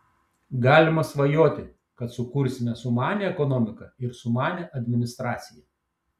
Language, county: Lithuanian, Šiauliai